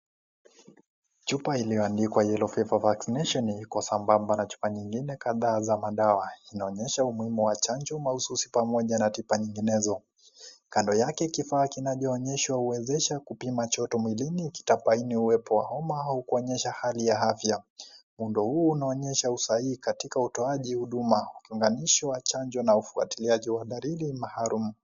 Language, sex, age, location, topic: Swahili, male, 18-24, Kisii, health